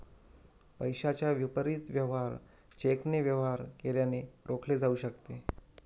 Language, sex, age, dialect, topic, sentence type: Marathi, female, 25-30, Northern Konkan, banking, statement